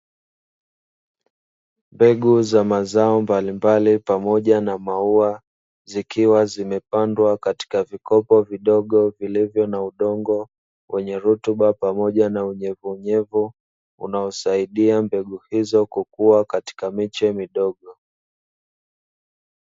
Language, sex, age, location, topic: Swahili, male, 25-35, Dar es Salaam, agriculture